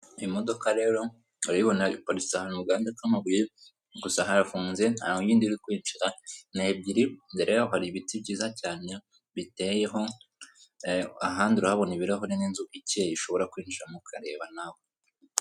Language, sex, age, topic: Kinyarwanda, female, 18-24, government